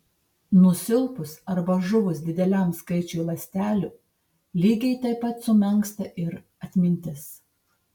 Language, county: Lithuanian, Tauragė